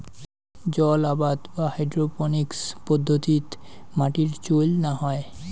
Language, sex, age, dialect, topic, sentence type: Bengali, male, 60-100, Rajbangshi, agriculture, statement